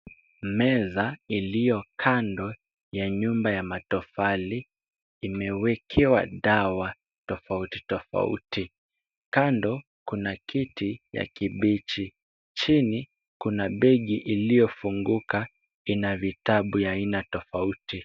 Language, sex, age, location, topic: Swahili, male, 18-24, Kisumu, health